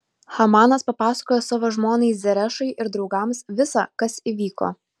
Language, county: Lithuanian, Vilnius